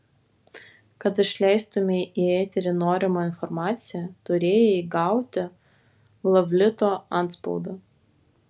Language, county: Lithuanian, Vilnius